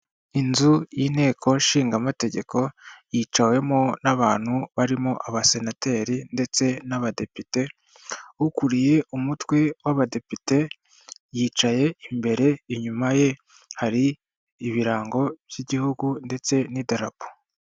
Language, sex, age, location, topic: Kinyarwanda, female, 25-35, Kigali, government